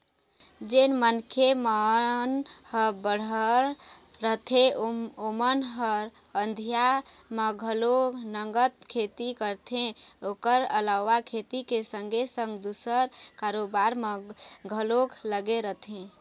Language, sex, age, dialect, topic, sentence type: Chhattisgarhi, female, 25-30, Eastern, banking, statement